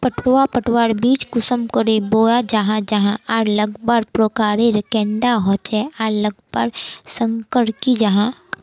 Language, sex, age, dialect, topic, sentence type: Magahi, male, 18-24, Northeastern/Surjapuri, agriculture, question